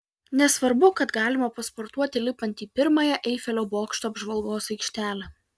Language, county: Lithuanian, Vilnius